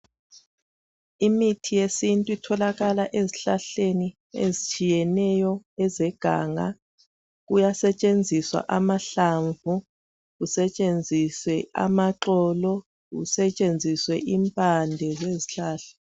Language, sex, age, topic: North Ndebele, female, 36-49, health